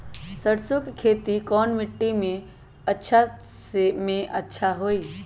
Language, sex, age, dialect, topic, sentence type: Magahi, male, 18-24, Western, agriculture, question